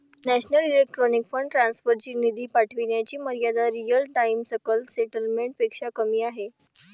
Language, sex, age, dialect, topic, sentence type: Marathi, female, 18-24, Varhadi, banking, statement